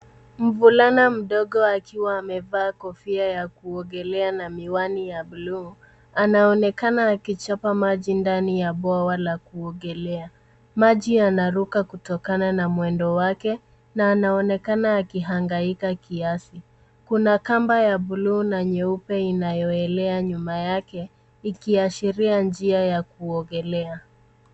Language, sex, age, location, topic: Swahili, female, 25-35, Nairobi, education